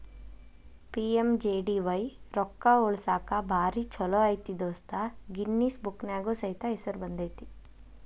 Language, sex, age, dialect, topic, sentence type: Kannada, female, 18-24, Dharwad Kannada, banking, statement